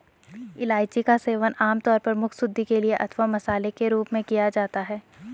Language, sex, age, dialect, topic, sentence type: Hindi, female, 18-24, Garhwali, agriculture, statement